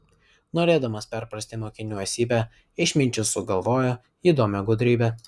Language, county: Lithuanian, Vilnius